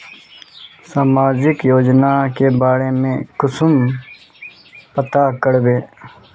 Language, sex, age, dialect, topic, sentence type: Magahi, male, 25-30, Northeastern/Surjapuri, banking, question